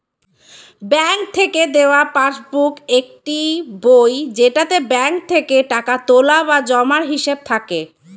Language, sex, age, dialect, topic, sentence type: Bengali, female, 25-30, Standard Colloquial, banking, statement